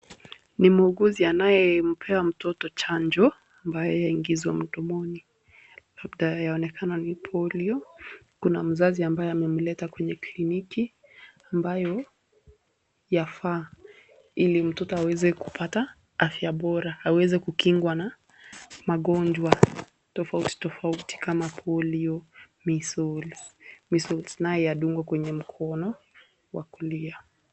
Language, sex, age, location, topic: Swahili, female, 18-24, Kisumu, health